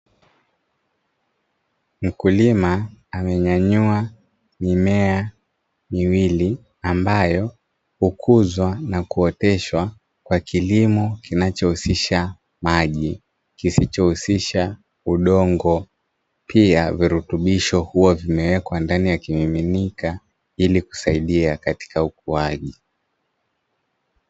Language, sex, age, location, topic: Swahili, male, 25-35, Dar es Salaam, agriculture